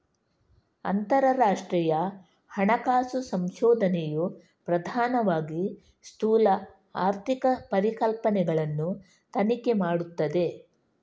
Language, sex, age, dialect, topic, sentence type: Kannada, female, 31-35, Coastal/Dakshin, banking, statement